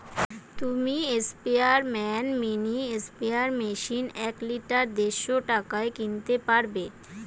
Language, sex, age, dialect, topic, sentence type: Bengali, female, 31-35, Western, agriculture, statement